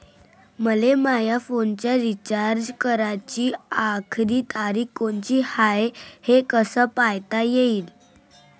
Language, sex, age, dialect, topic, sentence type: Marathi, female, 25-30, Varhadi, banking, question